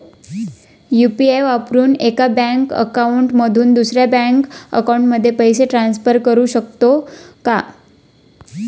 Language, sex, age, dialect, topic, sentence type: Marathi, female, 25-30, Standard Marathi, banking, question